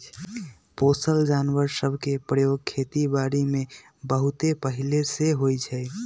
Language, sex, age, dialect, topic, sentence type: Magahi, male, 18-24, Western, agriculture, statement